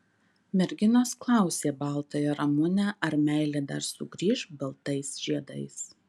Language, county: Lithuanian, Vilnius